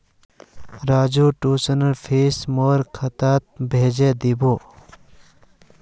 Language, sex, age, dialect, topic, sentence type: Magahi, male, 31-35, Northeastern/Surjapuri, banking, statement